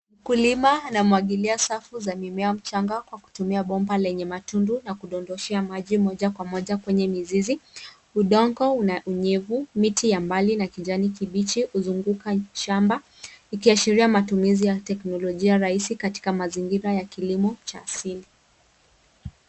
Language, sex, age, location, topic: Swahili, female, 18-24, Nairobi, agriculture